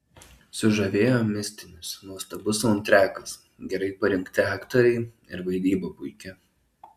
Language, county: Lithuanian, Alytus